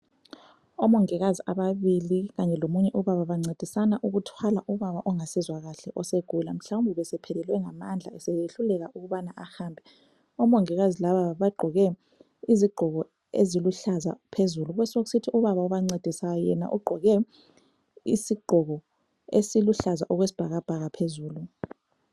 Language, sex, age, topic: North Ndebele, female, 25-35, health